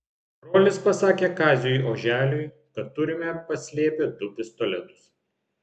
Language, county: Lithuanian, Vilnius